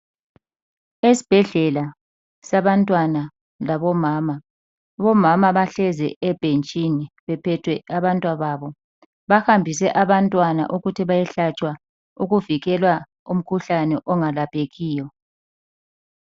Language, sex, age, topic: North Ndebele, female, 18-24, health